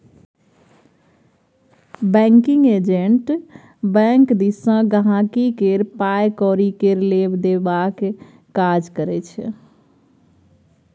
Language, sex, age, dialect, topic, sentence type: Maithili, female, 31-35, Bajjika, banking, statement